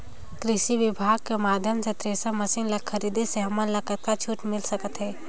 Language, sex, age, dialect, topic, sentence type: Chhattisgarhi, female, 18-24, Northern/Bhandar, agriculture, question